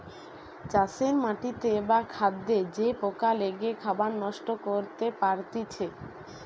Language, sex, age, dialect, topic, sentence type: Bengali, male, 60-100, Western, agriculture, statement